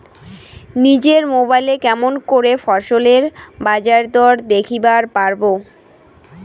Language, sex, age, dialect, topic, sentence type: Bengali, female, 18-24, Rajbangshi, agriculture, question